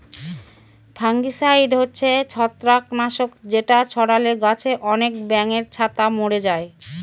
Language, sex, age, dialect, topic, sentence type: Bengali, female, 31-35, Northern/Varendri, agriculture, statement